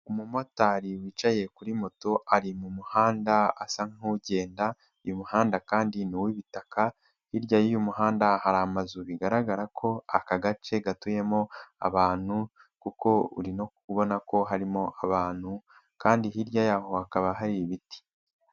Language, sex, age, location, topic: Kinyarwanda, male, 18-24, Nyagatare, finance